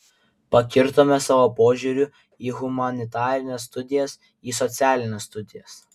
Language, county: Lithuanian, Kaunas